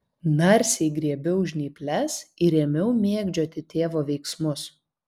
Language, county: Lithuanian, Vilnius